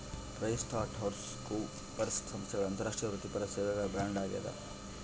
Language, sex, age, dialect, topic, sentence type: Kannada, male, 31-35, Central, banking, statement